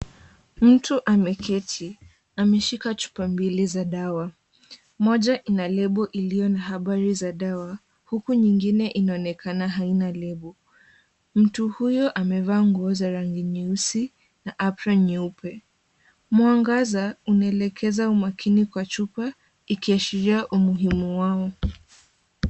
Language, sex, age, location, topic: Swahili, female, 18-24, Kisumu, health